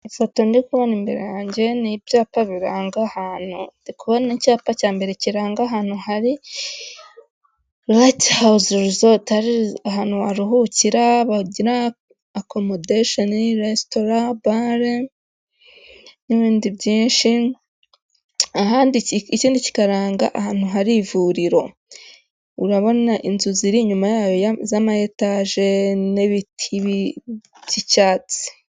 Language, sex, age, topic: Kinyarwanda, female, 25-35, government